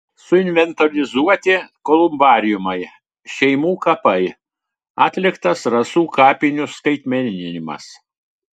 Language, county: Lithuanian, Telšiai